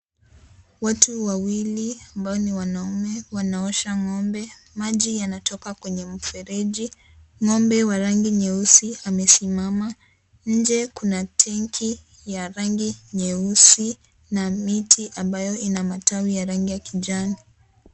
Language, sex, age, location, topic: Swahili, female, 18-24, Kisii, agriculture